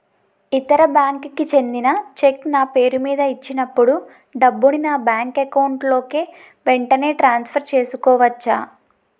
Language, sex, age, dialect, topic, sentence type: Telugu, female, 18-24, Utterandhra, banking, question